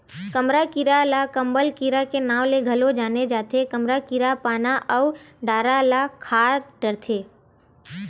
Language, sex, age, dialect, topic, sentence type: Chhattisgarhi, female, 25-30, Western/Budati/Khatahi, agriculture, statement